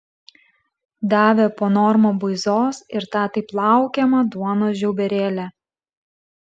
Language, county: Lithuanian, Klaipėda